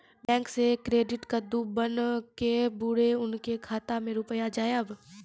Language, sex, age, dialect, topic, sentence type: Maithili, female, 25-30, Angika, banking, question